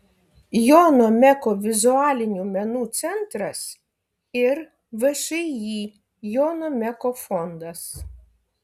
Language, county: Lithuanian, Kaunas